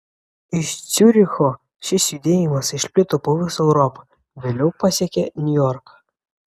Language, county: Lithuanian, Vilnius